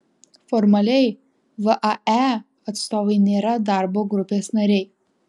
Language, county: Lithuanian, Alytus